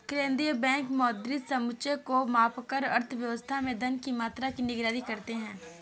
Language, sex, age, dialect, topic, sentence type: Hindi, female, 18-24, Kanauji Braj Bhasha, banking, statement